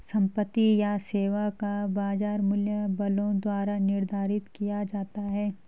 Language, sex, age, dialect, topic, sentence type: Hindi, female, 36-40, Garhwali, agriculture, statement